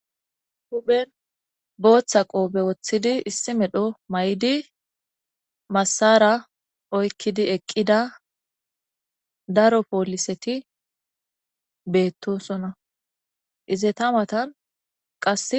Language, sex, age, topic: Gamo, female, 18-24, government